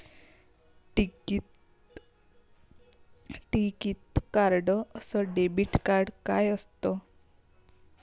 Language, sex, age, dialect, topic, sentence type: Marathi, female, 25-30, Varhadi, banking, question